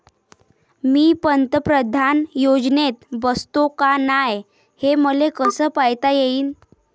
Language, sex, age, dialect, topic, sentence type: Marathi, female, 18-24, Varhadi, banking, question